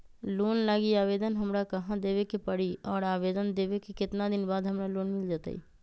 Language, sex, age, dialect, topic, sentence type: Magahi, female, 25-30, Western, banking, question